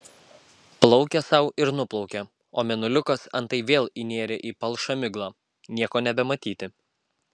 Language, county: Lithuanian, Kaunas